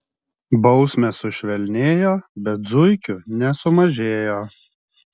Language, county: Lithuanian, Kaunas